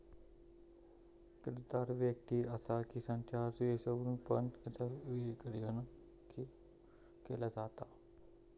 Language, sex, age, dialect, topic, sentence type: Marathi, male, 18-24, Southern Konkan, banking, statement